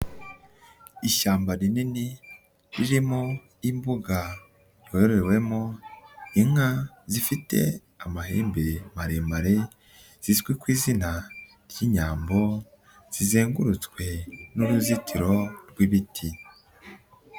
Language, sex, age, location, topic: Kinyarwanda, male, 25-35, Nyagatare, agriculture